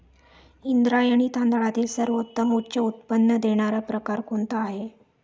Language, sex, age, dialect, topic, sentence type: Marathi, female, 36-40, Standard Marathi, agriculture, question